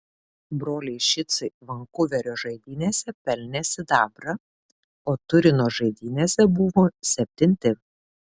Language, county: Lithuanian, Šiauliai